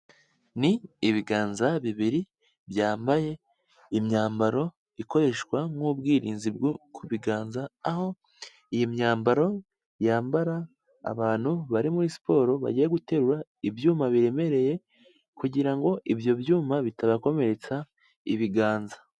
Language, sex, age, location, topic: Kinyarwanda, male, 18-24, Kigali, health